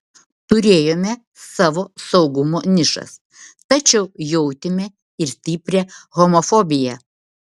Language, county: Lithuanian, Vilnius